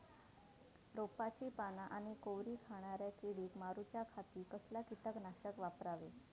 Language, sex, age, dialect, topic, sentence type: Marathi, female, 18-24, Southern Konkan, agriculture, question